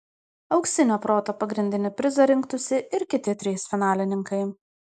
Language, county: Lithuanian, Kaunas